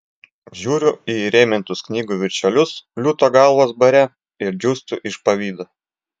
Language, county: Lithuanian, Klaipėda